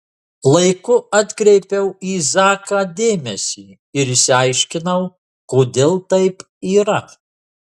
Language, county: Lithuanian, Marijampolė